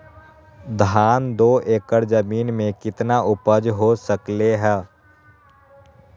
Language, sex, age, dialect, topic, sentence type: Magahi, male, 18-24, Western, agriculture, question